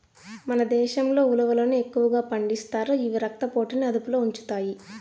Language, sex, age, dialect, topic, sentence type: Telugu, female, 18-24, Southern, agriculture, statement